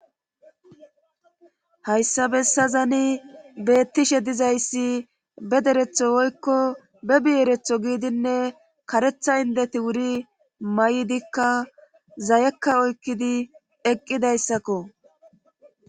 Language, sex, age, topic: Gamo, female, 25-35, government